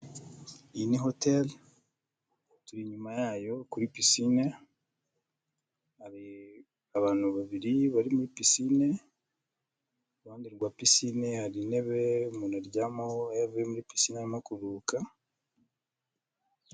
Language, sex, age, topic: Kinyarwanda, male, 25-35, finance